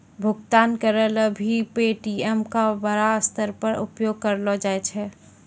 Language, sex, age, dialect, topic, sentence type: Maithili, female, 60-100, Angika, banking, statement